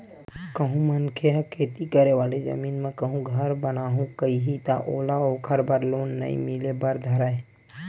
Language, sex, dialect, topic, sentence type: Chhattisgarhi, male, Western/Budati/Khatahi, banking, statement